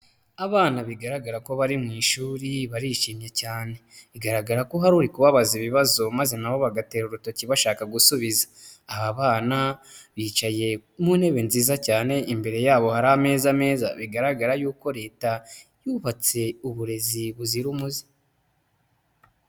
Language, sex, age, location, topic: Kinyarwanda, male, 25-35, Huye, health